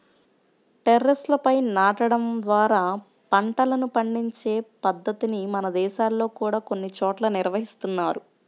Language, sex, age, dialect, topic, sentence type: Telugu, male, 25-30, Central/Coastal, agriculture, statement